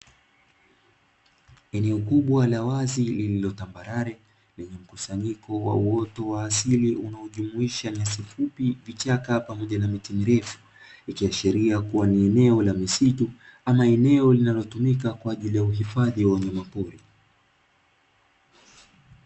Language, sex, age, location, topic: Swahili, male, 18-24, Dar es Salaam, agriculture